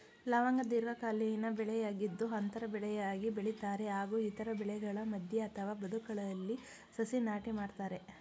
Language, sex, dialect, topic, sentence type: Kannada, female, Mysore Kannada, agriculture, statement